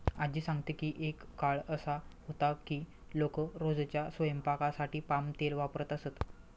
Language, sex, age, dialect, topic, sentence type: Marathi, male, 25-30, Standard Marathi, agriculture, statement